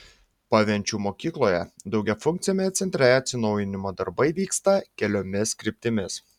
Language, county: Lithuanian, Šiauliai